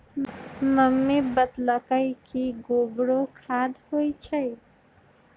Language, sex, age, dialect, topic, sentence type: Magahi, female, 25-30, Western, agriculture, statement